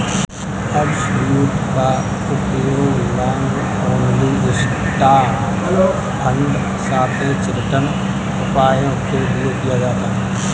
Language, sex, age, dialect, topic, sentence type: Hindi, male, 25-30, Kanauji Braj Bhasha, banking, statement